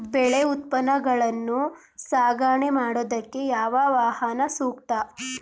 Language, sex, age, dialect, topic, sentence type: Kannada, female, 18-24, Mysore Kannada, agriculture, question